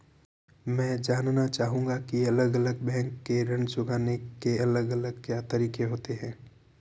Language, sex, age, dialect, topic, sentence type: Hindi, male, 46-50, Marwari Dhudhari, banking, question